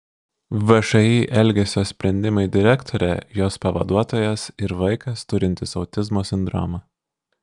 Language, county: Lithuanian, Vilnius